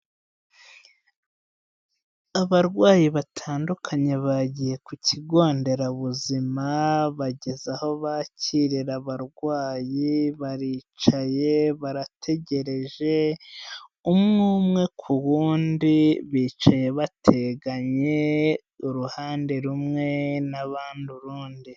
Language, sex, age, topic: Kinyarwanda, male, 25-35, health